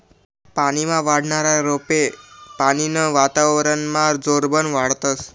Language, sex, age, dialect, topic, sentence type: Marathi, male, 18-24, Northern Konkan, agriculture, statement